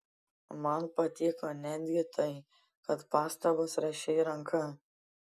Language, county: Lithuanian, Panevėžys